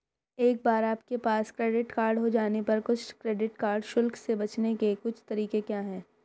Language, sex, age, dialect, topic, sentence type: Hindi, female, 18-24, Hindustani Malvi Khadi Boli, banking, question